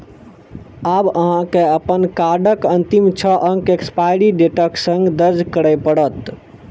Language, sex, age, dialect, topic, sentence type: Maithili, male, 18-24, Eastern / Thethi, banking, statement